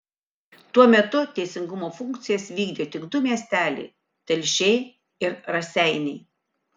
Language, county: Lithuanian, Kaunas